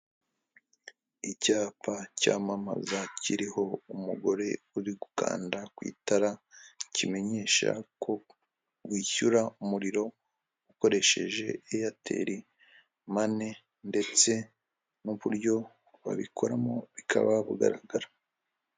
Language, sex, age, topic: Kinyarwanda, male, 25-35, finance